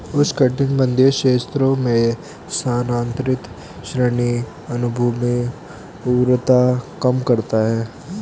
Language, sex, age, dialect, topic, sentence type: Hindi, male, 18-24, Hindustani Malvi Khadi Boli, agriculture, statement